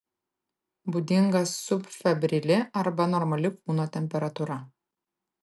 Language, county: Lithuanian, Klaipėda